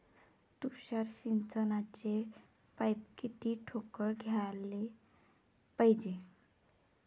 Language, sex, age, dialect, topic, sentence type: Marathi, female, 25-30, Varhadi, agriculture, question